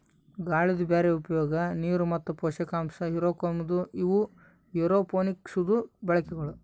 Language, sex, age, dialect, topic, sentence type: Kannada, male, 18-24, Northeastern, agriculture, statement